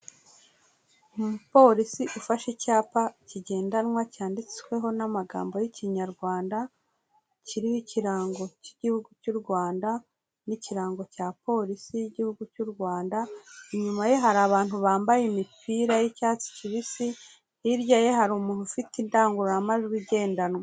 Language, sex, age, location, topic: Kinyarwanda, female, 36-49, Kigali, health